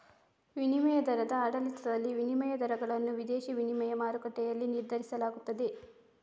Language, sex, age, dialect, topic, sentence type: Kannada, female, 56-60, Coastal/Dakshin, banking, statement